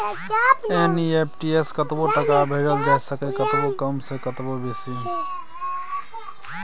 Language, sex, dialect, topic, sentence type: Maithili, male, Bajjika, banking, statement